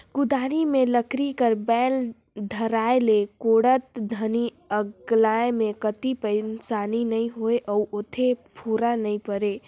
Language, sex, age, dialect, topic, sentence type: Chhattisgarhi, male, 56-60, Northern/Bhandar, agriculture, statement